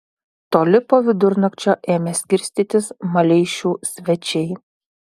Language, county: Lithuanian, Utena